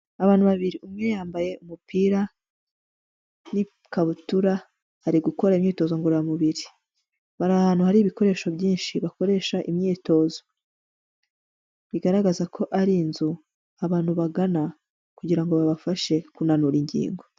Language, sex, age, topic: Kinyarwanda, female, 18-24, health